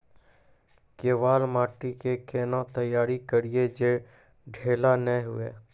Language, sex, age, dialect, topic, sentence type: Maithili, male, 25-30, Angika, agriculture, question